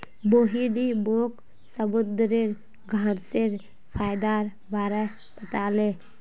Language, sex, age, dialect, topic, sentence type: Magahi, female, 18-24, Northeastern/Surjapuri, agriculture, statement